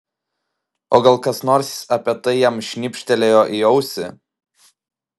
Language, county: Lithuanian, Klaipėda